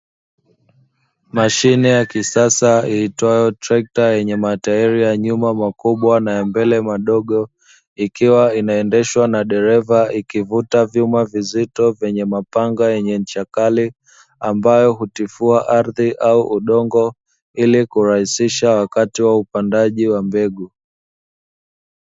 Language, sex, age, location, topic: Swahili, male, 25-35, Dar es Salaam, agriculture